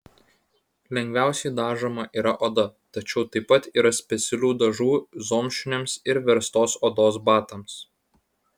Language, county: Lithuanian, Vilnius